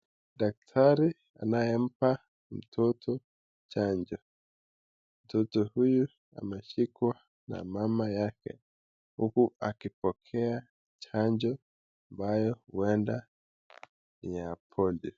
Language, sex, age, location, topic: Swahili, male, 18-24, Nakuru, health